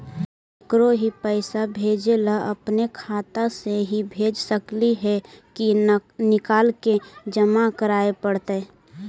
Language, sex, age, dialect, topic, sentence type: Magahi, female, 18-24, Central/Standard, banking, question